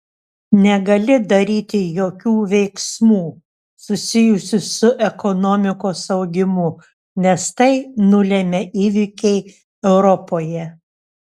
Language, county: Lithuanian, Šiauliai